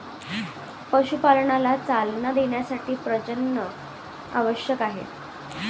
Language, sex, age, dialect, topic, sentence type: Marathi, female, 18-24, Varhadi, agriculture, statement